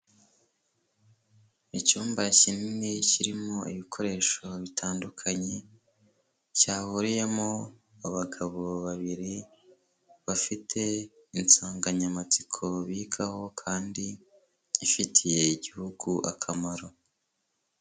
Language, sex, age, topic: Kinyarwanda, male, 25-35, health